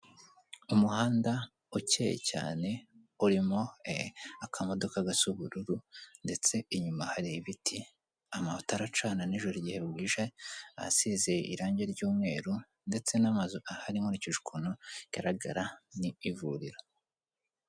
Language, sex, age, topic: Kinyarwanda, male, 18-24, government